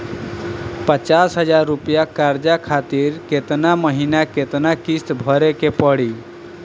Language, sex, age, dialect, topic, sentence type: Bhojpuri, male, 31-35, Southern / Standard, banking, question